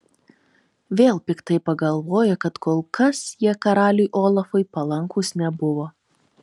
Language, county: Lithuanian, Telšiai